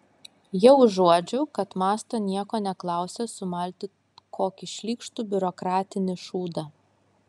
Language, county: Lithuanian, Kaunas